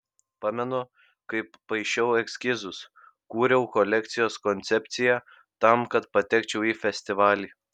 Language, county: Lithuanian, Kaunas